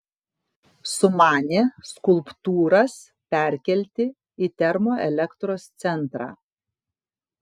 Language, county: Lithuanian, Kaunas